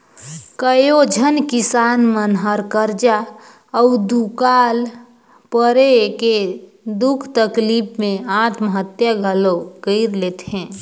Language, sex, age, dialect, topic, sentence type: Chhattisgarhi, female, 31-35, Northern/Bhandar, banking, statement